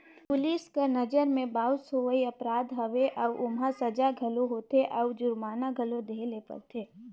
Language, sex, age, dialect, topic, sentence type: Chhattisgarhi, female, 18-24, Northern/Bhandar, banking, statement